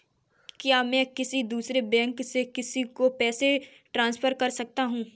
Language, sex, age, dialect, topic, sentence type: Hindi, female, 18-24, Kanauji Braj Bhasha, banking, statement